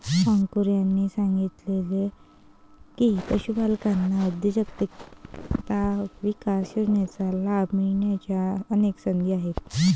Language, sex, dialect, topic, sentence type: Marathi, female, Varhadi, agriculture, statement